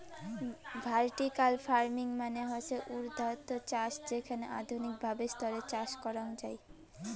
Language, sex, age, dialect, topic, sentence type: Bengali, female, 18-24, Rajbangshi, agriculture, statement